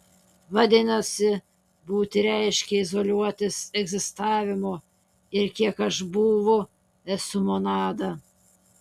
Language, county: Lithuanian, Utena